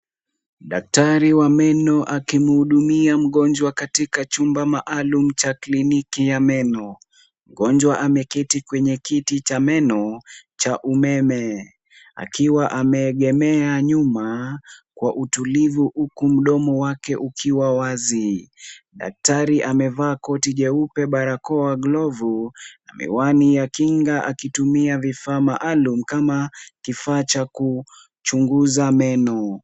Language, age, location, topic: Swahili, 18-24, Kisumu, health